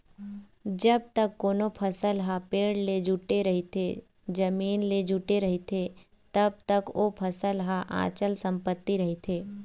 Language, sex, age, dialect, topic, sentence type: Chhattisgarhi, female, 18-24, Eastern, banking, statement